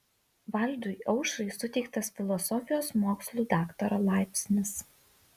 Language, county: Lithuanian, Kaunas